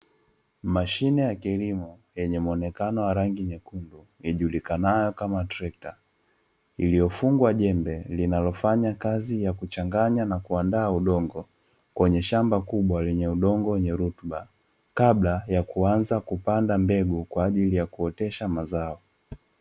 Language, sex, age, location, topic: Swahili, male, 25-35, Dar es Salaam, agriculture